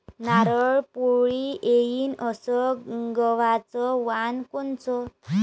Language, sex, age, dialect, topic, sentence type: Marathi, female, 18-24, Varhadi, agriculture, question